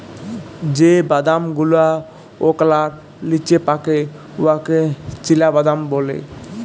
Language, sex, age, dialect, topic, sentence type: Bengali, male, 18-24, Jharkhandi, agriculture, statement